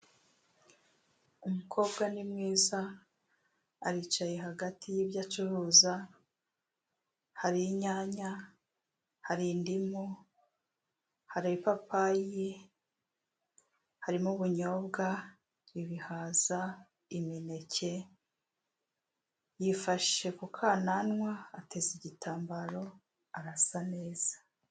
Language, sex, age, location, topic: Kinyarwanda, female, 36-49, Kigali, finance